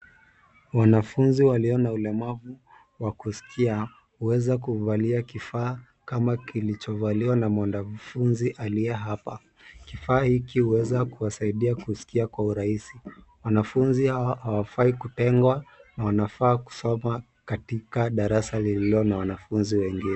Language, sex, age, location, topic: Swahili, male, 25-35, Nairobi, education